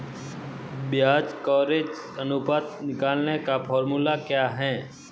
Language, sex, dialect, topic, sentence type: Hindi, male, Marwari Dhudhari, banking, statement